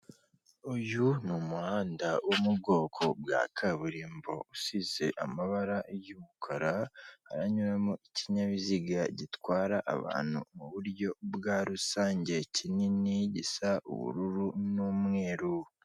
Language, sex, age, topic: Kinyarwanda, female, 18-24, government